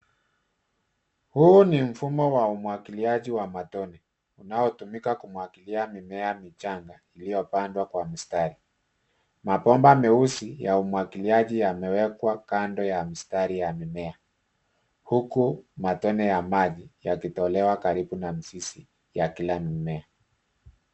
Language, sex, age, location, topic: Swahili, male, 36-49, Nairobi, agriculture